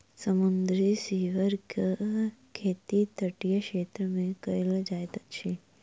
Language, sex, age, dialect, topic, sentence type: Maithili, female, 46-50, Southern/Standard, agriculture, statement